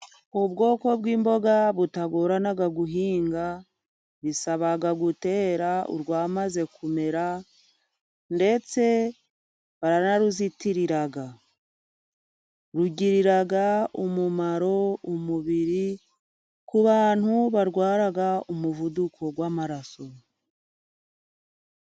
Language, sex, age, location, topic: Kinyarwanda, female, 50+, Musanze, agriculture